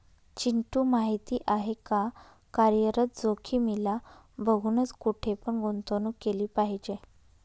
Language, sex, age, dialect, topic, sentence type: Marathi, female, 31-35, Northern Konkan, banking, statement